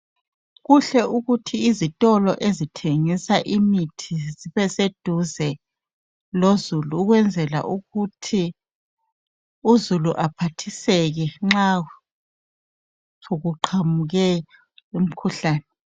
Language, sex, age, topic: North Ndebele, female, 36-49, health